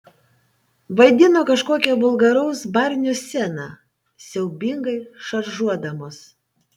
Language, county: Lithuanian, Panevėžys